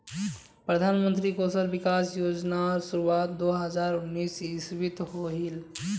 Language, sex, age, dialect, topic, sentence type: Magahi, male, 18-24, Northeastern/Surjapuri, agriculture, statement